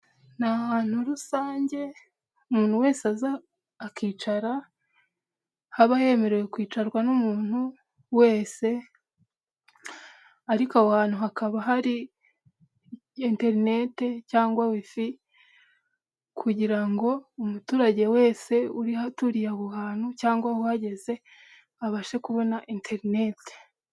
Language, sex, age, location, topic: Kinyarwanda, female, 25-35, Huye, government